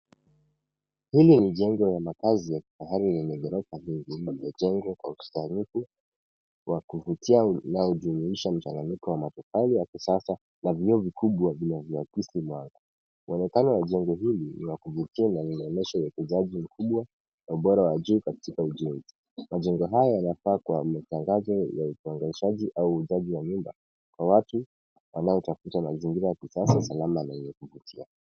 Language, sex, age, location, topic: Swahili, male, 18-24, Nairobi, finance